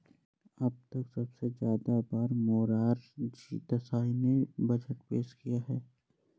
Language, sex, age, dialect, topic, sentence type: Hindi, male, 18-24, Awadhi Bundeli, banking, statement